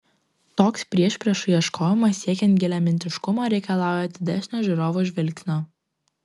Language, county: Lithuanian, Klaipėda